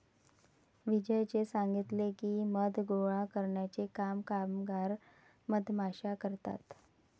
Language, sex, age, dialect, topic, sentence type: Marathi, female, 36-40, Varhadi, agriculture, statement